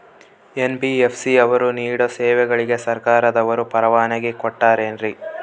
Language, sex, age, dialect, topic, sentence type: Kannada, male, 18-24, Central, banking, question